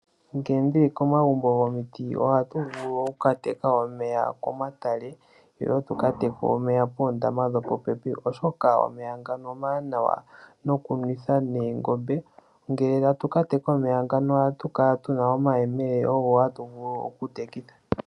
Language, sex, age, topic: Oshiwambo, male, 18-24, agriculture